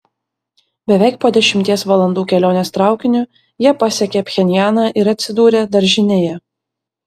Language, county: Lithuanian, Vilnius